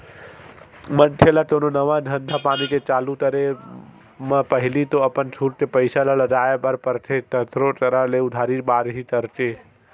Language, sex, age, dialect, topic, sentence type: Chhattisgarhi, male, 18-24, Western/Budati/Khatahi, banking, statement